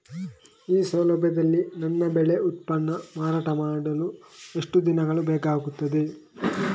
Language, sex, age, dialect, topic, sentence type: Kannada, male, 18-24, Coastal/Dakshin, agriculture, question